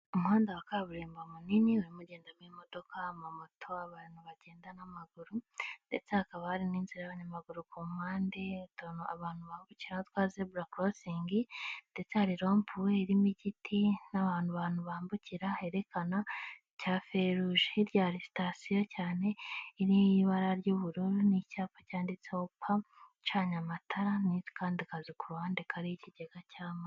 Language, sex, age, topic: Kinyarwanda, male, 18-24, government